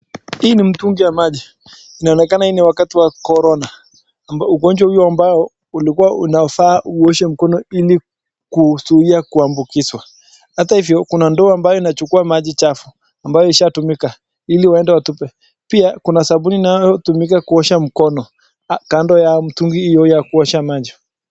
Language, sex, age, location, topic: Swahili, male, 18-24, Nakuru, health